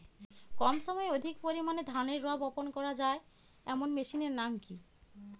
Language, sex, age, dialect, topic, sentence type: Bengali, female, 36-40, Rajbangshi, agriculture, question